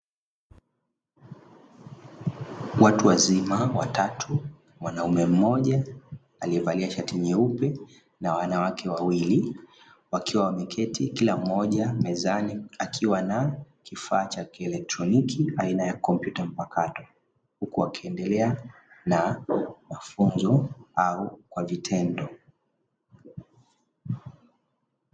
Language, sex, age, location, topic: Swahili, male, 25-35, Dar es Salaam, education